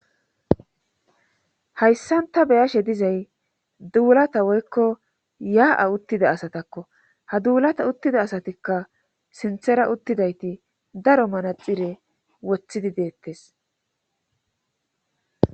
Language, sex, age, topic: Gamo, female, 25-35, government